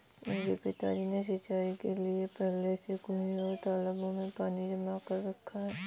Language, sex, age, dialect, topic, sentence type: Hindi, female, 25-30, Kanauji Braj Bhasha, agriculture, statement